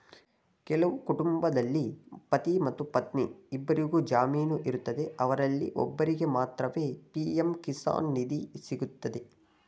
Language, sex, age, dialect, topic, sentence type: Kannada, male, 60-100, Mysore Kannada, agriculture, statement